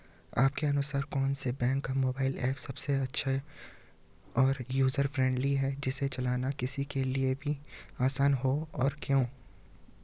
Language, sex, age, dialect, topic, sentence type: Hindi, male, 18-24, Hindustani Malvi Khadi Boli, banking, question